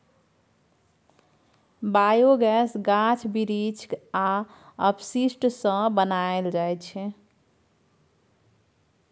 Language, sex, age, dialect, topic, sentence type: Maithili, female, 31-35, Bajjika, agriculture, statement